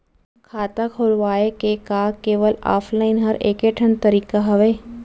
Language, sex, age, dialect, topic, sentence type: Chhattisgarhi, female, 25-30, Central, banking, question